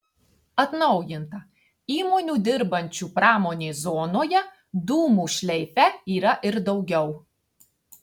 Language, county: Lithuanian, Tauragė